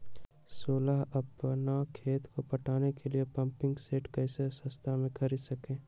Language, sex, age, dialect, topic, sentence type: Magahi, male, 18-24, Western, agriculture, question